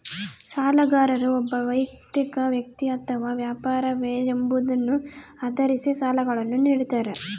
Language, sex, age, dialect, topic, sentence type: Kannada, female, 18-24, Central, banking, statement